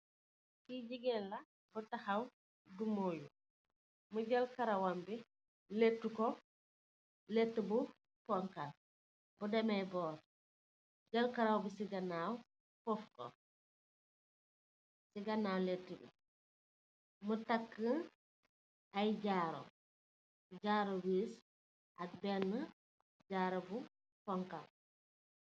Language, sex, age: Wolof, female, 25-35